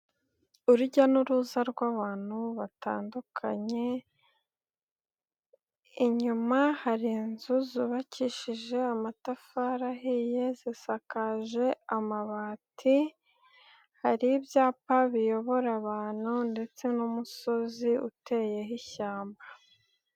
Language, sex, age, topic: Kinyarwanda, female, 18-24, government